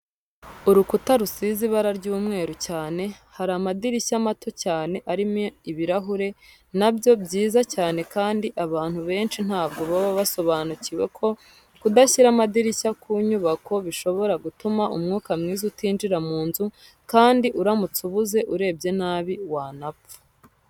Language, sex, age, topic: Kinyarwanda, female, 18-24, education